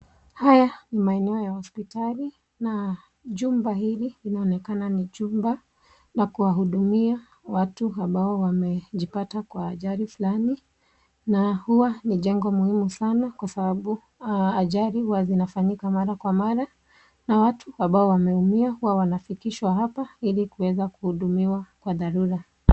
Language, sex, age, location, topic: Swahili, female, 25-35, Nakuru, health